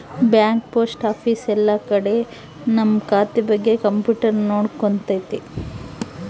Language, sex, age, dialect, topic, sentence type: Kannada, female, 41-45, Central, banking, statement